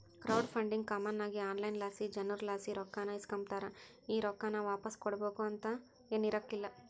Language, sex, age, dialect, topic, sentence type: Kannada, female, 51-55, Central, banking, statement